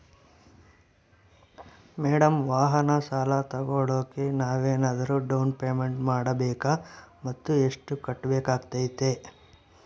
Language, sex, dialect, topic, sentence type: Kannada, male, Central, banking, question